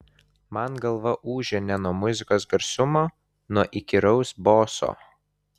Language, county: Lithuanian, Vilnius